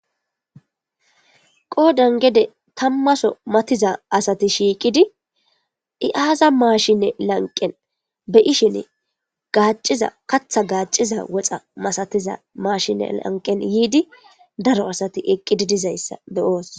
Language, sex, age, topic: Gamo, female, 25-35, government